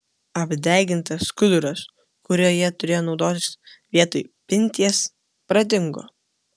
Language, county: Lithuanian, Kaunas